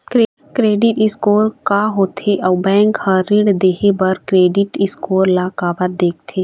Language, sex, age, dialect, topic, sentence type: Chhattisgarhi, female, 51-55, Eastern, banking, question